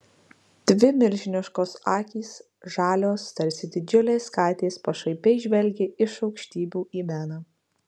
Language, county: Lithuanian, Marijampolė